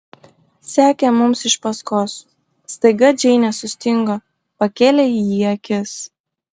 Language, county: Lithuanian, Klaipėda